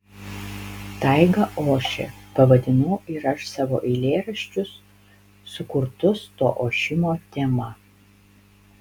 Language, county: Lithuanian, Panevėžys